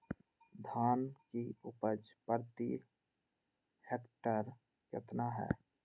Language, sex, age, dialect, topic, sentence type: Magahi, male, 46-50, Western, agriculture, question